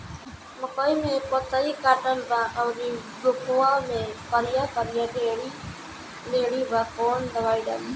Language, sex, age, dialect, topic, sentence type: Bhojpuri, female, 18-24, Northern, agriculture, question